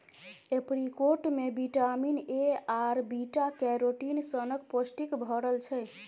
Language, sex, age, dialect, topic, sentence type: Maithili, female, 18-24, Bajjika, agriculture, statement